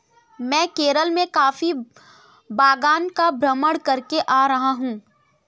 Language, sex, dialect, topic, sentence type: Hindi, female, Kanauji Braj Bhasha, agriculture, statement